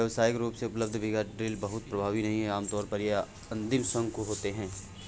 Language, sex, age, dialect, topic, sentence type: Hindi, male, 18-24, Awadhi Bundeli, agriculture, statement